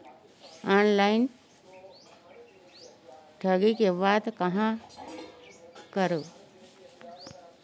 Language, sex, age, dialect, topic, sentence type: Chhattisgarhi, female, 41-45, Northern/Bhandar, banking, question